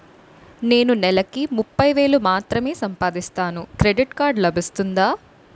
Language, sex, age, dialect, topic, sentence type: Telugu, female, 18-24, Utterandhra, banking, question